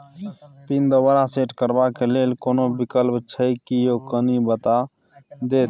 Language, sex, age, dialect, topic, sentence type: Maithili, male, 25-30, Bajjika, banking, question